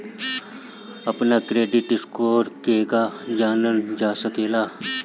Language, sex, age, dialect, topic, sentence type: Bhojpuri, male, 31-35, Northern, banking, question